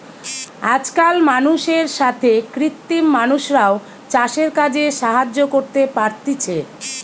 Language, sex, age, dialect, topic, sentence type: Bengali, female, 46-50, Western, agriculture, statement